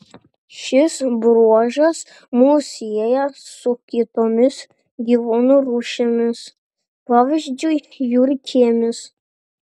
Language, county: Lithuanian, Panevėžys